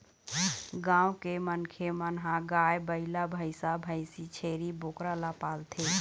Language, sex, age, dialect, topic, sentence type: Chhattisgarhi, female, 36-40, Eastern, agriculture, statement